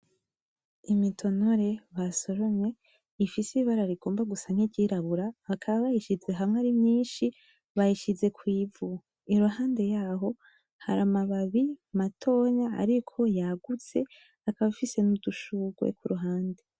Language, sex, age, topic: Rundi, female, 18-24, agriculture